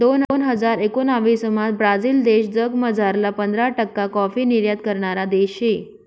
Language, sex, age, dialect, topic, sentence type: Marathi, female, 25-30, Northern Konkan, agriculture, statement